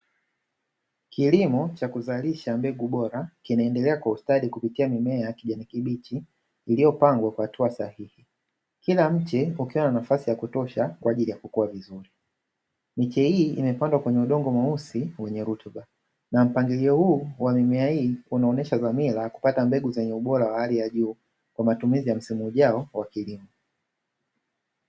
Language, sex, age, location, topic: Swahili, male, 25-35, Dar es Salaam, agriculture